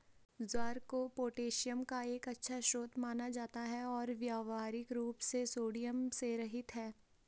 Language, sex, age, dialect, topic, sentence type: Hindi, female, 18-24, Garhwali, agriculture, statement